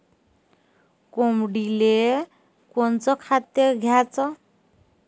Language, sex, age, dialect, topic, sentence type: Marathi, female, 31-35, Varhadi, agriculture, question